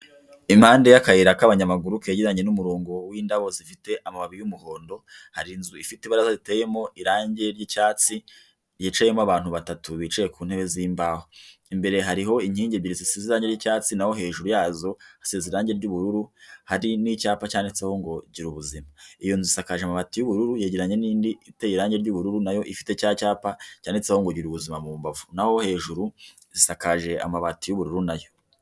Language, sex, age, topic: Kinyarwanda, female, 50+, government